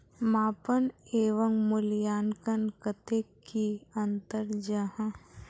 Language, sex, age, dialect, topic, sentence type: Magahi, female, 51-55, Northeastern/Surjapuri, agriculture, question